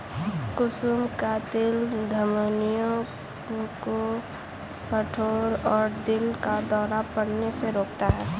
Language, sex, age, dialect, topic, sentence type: Hindi, female, 18-24, Kanauji Braj Bhasha, agriculture, statement